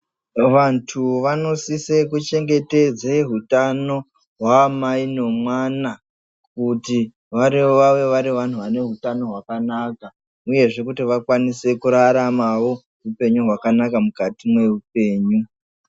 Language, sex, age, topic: Ndau, male, 18-24, health